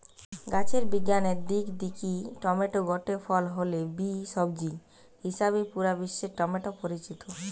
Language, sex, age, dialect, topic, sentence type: Bengali, female, 18-24, Western, agriculture, statement